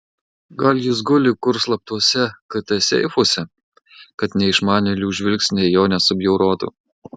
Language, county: Lithuanian, Marijampolė